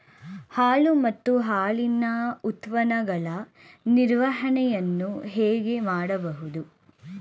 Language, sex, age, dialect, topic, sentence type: Kannada, female, 18-24, Mysore Kannada, agriculture, question